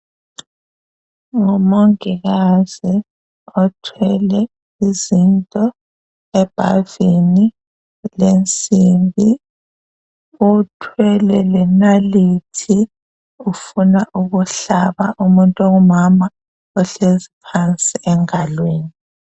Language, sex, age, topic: North Ndebele, female, 25-35, health